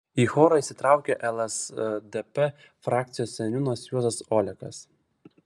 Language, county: Lithuanian, Vilnius